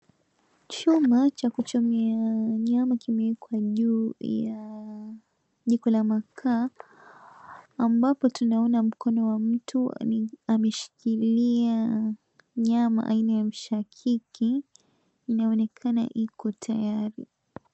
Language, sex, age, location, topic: Swahili, female, 18-24, Mombasa, agriculture